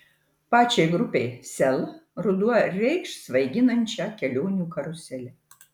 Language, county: Lithuanian, Marijampolė